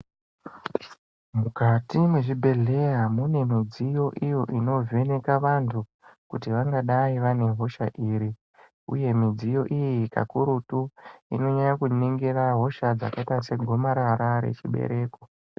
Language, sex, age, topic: Ndau, male, 18-24, health